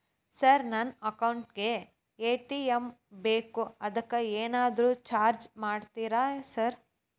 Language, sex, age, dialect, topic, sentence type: Kannada, female, 18-24, Dharwad Kannada, banking, question